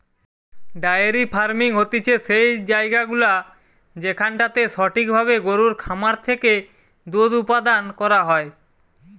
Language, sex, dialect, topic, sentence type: Bengali, male, Western, agriculture, statement